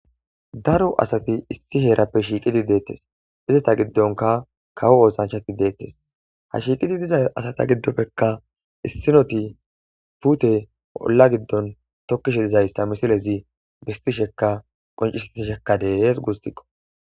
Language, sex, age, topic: Gamo, male, 18-24, agriculture